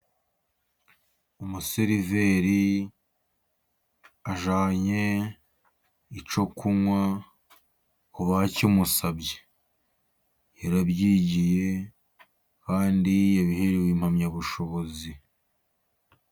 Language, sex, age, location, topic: Kinyarwanda, male, 50+, Musanze, education